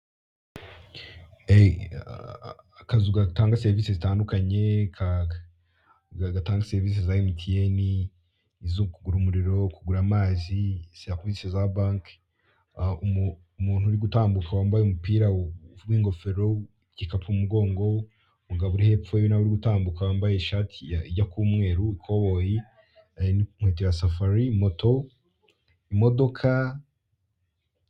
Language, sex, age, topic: Kinyarwanda, male, 18-24, government